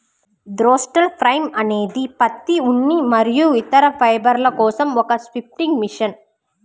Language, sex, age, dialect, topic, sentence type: Telugu, female, 31-35, Central/Coastal, agriculture, statement